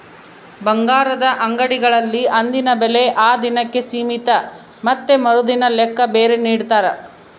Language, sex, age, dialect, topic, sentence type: Kannada, female, 31-35, Central, banking, statement